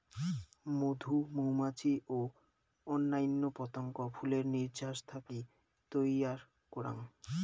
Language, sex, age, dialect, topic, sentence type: Bengali, male, 18-24, Rajbangshi, agriculture, statement